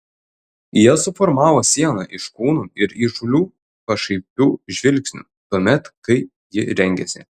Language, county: Lithuanian, Telšiai